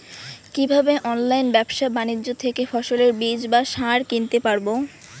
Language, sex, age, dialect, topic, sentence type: Bengali, female, 18-24, Rajbangshi, agriculture, question